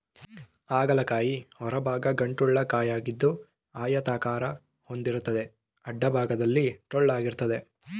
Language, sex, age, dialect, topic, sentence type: Kannada, male, 18-24, Mysore Kannada, agriculture, statement